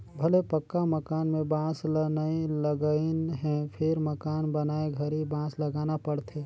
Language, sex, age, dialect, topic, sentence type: Chhattisgarhi, male, 36-40, Northern/Bhandar, agriculture, statement